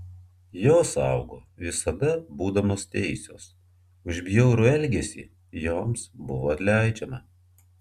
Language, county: Lithuanian, Vilnius